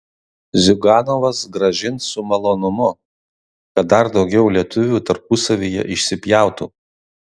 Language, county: Lithuanian, Kaunas